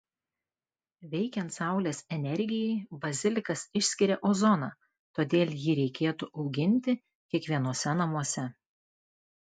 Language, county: Lithuanian, Klaipėda